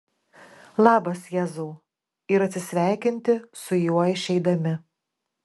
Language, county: Lithuanian, Klaipėda